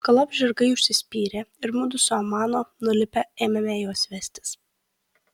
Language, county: Lithuanian, Kaunas